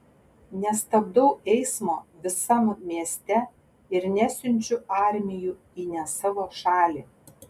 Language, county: Lithuanian, Panevėžys